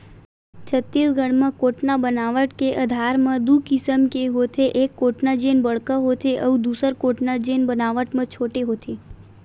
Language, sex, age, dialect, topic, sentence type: Chhattisgarhi, female, 18-24, Western/Budati/Khatahi, agriculture, statement